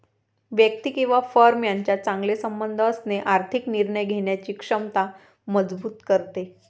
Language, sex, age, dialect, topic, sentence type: Marathi, female, 25-30, Varhadi, banking, statement